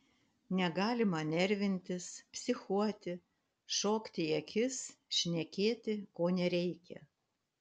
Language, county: Lithuanian, Panevėžys